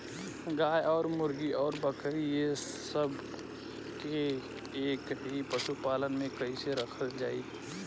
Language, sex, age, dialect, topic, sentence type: Bhojpuri, male, 25-30, Southern / Standard, agriculture, question